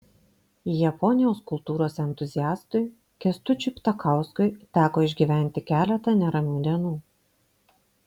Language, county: Lithuanian, Vilnius